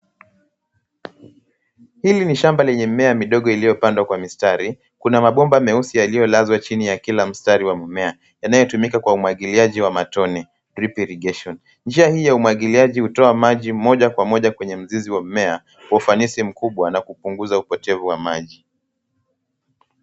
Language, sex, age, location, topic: Swahili, male, 18-24, Nairobi, agriculture